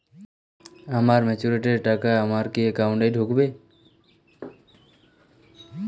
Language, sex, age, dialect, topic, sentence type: Bengali, male, 18-24, Jharkhandi, banking, question